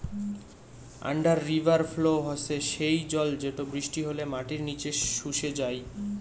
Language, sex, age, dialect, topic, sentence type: Bengali, male, 18-24, Rajbangshi, agriculture, statement